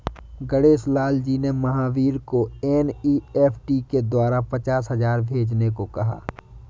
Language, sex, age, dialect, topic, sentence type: Hindi, male, 18-24, Awadhi Bundeli, banking, statement